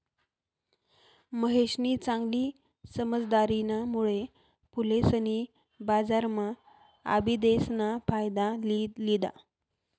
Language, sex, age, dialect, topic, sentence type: Marathi, female, 36-40, Northern Konkan, banking, statement